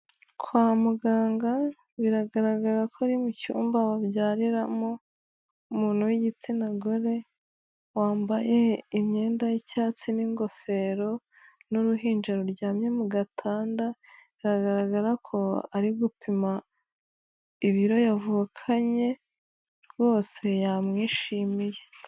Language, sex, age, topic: Kinyarwanda, female, 18-24, health